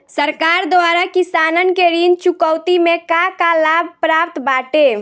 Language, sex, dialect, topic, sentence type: Bhojpuri, female, Northern, banking, question